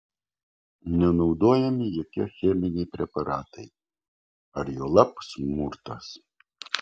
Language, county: Lithuanian, Kaunas